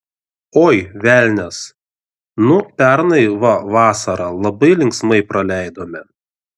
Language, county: Lithuanian, Šiauliai